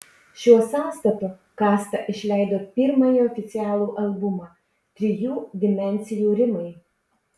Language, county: Lithuanian, Panevėžys